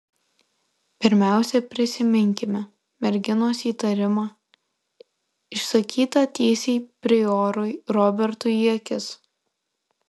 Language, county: Lithuanian, Alytus